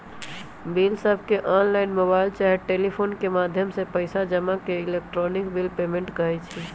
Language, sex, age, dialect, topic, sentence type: Magahi, male, 18-24, Western, banking, statement